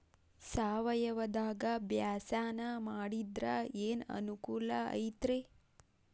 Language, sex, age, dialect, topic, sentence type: Kannada, female, 31-35, Dharwad Kannada, agriculture, question